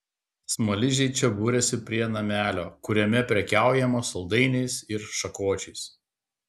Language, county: Lithuanian, Klaipėda